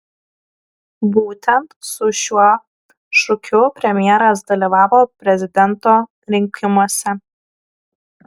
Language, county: Lithuanian, Klaipėda